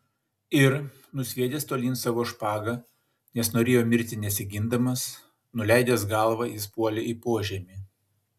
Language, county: Lithuanian, Šiauliai